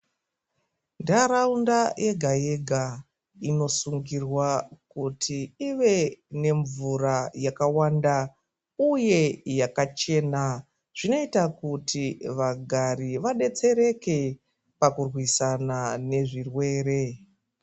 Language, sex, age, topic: Ndau, female, 25-35, health